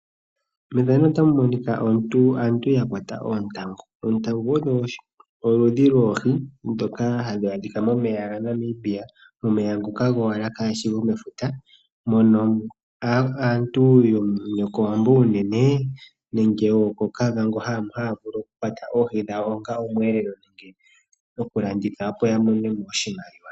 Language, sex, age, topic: Oshiwambo, male, 25-35, agriculture